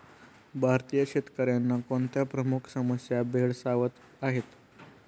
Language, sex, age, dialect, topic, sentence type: Marathi, male, 18-24, Standard Marathi, agriculture, question